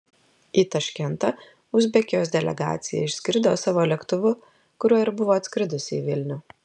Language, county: Lithuanian, Klaipėda